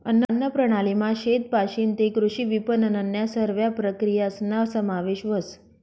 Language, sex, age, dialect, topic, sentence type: Marathi, female, 25-30, Northern Konkan, agriculture, statement